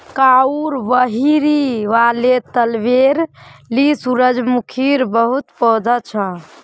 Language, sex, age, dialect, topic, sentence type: Magahi, female, 25-30, Northeastern/Surjapuri, agriculture, statement